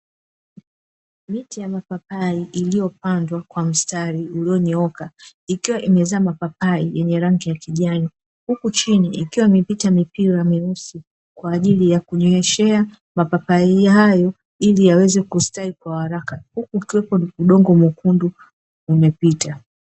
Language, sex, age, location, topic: Swahili, female, 36-49, Dar es Salaam, agriculture